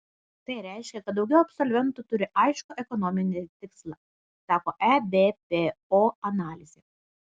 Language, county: Lithuanian, Vilnius